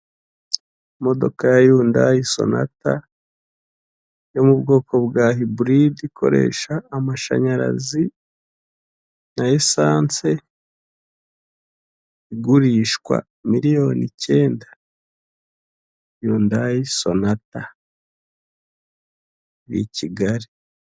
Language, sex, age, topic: Kinyarwanda, male, 25-35, finance